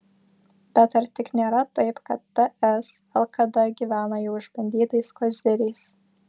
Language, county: Lithuanian, Vilnius